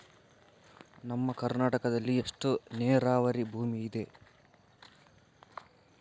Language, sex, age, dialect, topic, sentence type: Kannada, male, 51-55, Central, agriculture, question